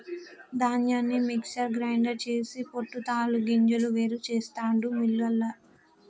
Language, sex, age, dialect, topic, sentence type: Telugu, female, 18-24, Telangana, agriculture, statement